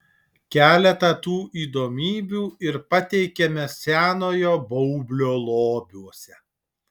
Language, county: Lithuanian, Alytus